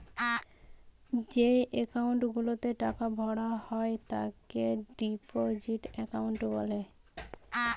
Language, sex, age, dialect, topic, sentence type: Bengali, female, 18-24, Western, banking, statement